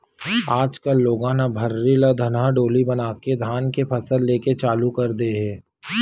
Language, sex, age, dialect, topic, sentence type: Chhattisgarhi, male, 31-35, Western/Budati/Khatahi, agriculture, statement